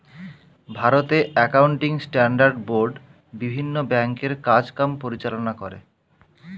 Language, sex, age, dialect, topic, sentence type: Bengali, male, 25-30, Standard Colloquial, banking, statement